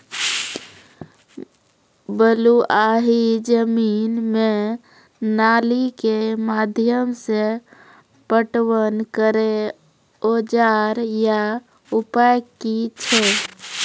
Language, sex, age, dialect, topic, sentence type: Maithili, female, 25-30, Angika, agriculture, question